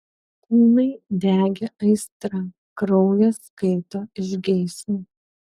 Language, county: Lithuanian, Vilnius